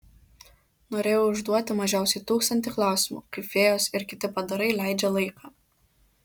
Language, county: Lithuanian, Kaunas